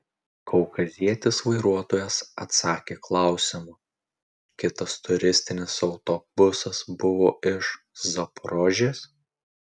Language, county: Lithuanian, Tauragė